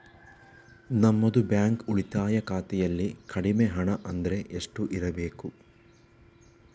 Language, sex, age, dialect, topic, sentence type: Kannada, male, 18-24, Coastal/Dakshin, banking, question